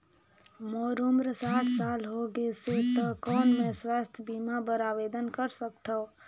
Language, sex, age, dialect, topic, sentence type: Chhattisgarhi, female, 18-24, Northern/Bhandar, banking, question